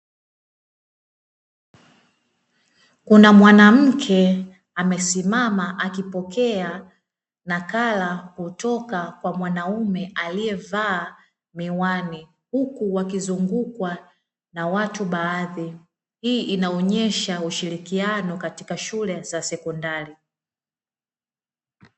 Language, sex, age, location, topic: Swahili, female, 18-24, Dar es Salaam, education